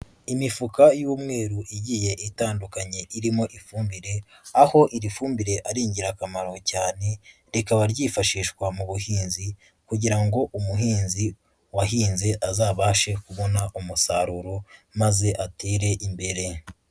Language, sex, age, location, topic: Kinyarwanda, female, 18-24, Huye, agriculture